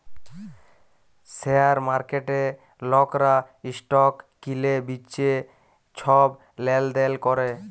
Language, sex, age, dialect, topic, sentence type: Bengali, male, 18-24, Jharkhandi, banking, statement